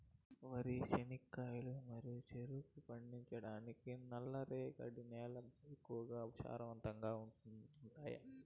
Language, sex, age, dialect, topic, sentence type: Telugu, male, 18-24, Southern, agriculture, question